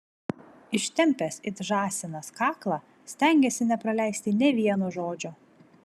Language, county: Lithuanian, Vilnius